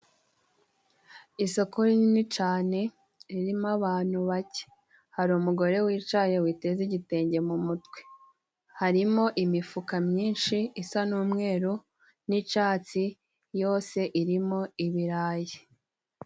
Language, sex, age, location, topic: Kinyarwanda, female, 18-24, Musanze, agriculture